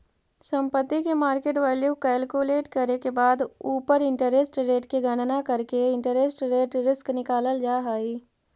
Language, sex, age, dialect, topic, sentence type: Magahi, female, 41-45, Central/Standard, agriculture, statement